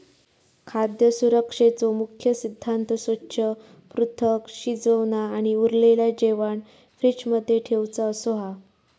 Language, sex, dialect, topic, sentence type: Marathi, female, Southern Konkan, agriculture, statement